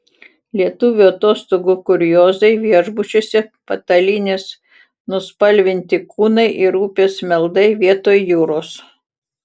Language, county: Lithuanian, Utena